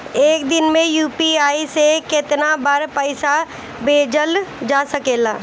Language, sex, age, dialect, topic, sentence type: Bhojpuri, female, 18-24, Northern, banking, question